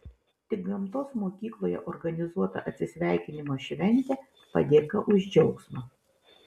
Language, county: Lithuanian, Vilnius